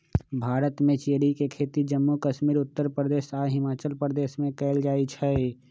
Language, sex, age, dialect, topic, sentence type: Magahi, male, 25-30, Western, agriculture, statement